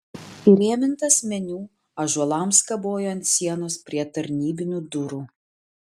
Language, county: Lithuanian, Vilnius